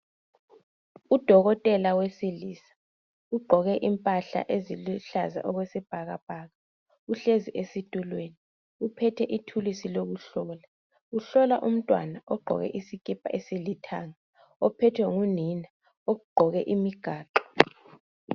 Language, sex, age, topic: North Ndebele, female, 25-35, health